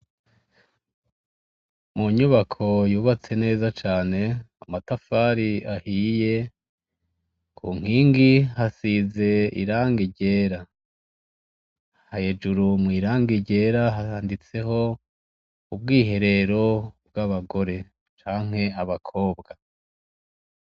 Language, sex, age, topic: Rundi, male, 36-49, education